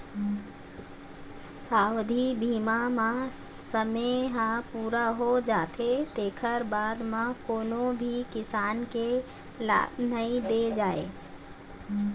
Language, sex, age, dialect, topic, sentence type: Chhattisgarhi, female, 41-45, Eastern, banking, statement